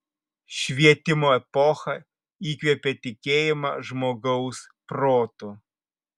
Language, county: Lithuanian, Vilnius